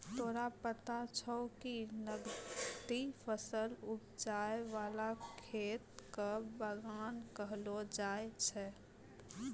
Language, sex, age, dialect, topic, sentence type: Maithili, female, 18-24, Angika, agriculture, statement